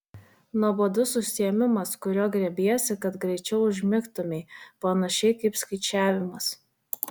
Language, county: Lithuanian, Vilnius